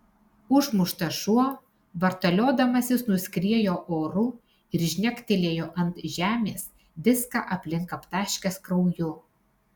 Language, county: Lithuanian, Alytus